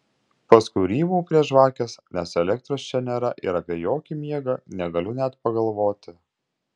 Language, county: Lithuanian, Utena